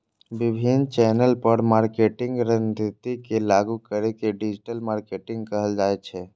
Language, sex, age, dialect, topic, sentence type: Maithili, male, 25-30, Eastern / Thethi, banking, statement